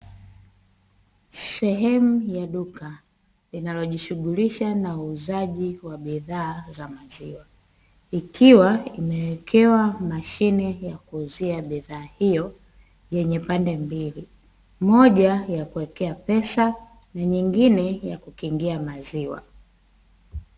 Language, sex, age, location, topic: Swahili, female, 25-35, Dar es Salaam, finance